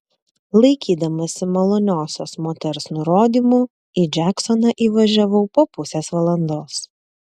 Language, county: Lithuanian, Klaipėda